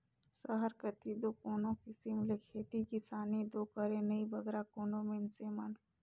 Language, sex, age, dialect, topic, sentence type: Chhattisgarhi, female, 60-100, Northern/Bhandar, agriculture, statement